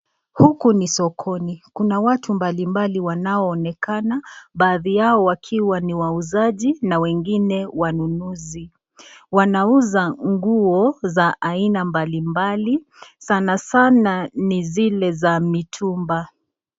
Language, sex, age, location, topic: Swahili, female, 25-35, Nakuru, finance